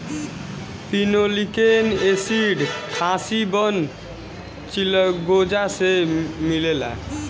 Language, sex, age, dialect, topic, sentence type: Bhojpuri, male, <18, Northern, agriculture, statement